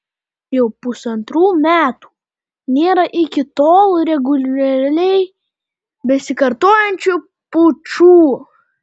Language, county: Lithuanian, Panevėžys